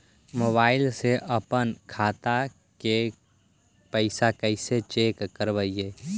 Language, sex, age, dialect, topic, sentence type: Magahi, male, 18-24, Central/Standard, banking, question